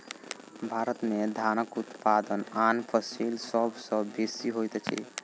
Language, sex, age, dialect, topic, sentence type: Maithili, male, 18-24, Southern/Standard, agriculture, statement